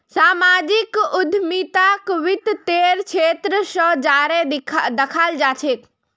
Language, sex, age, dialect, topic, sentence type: Magahi, female, 25-30, Northeastern/Surjapuri, banking, statement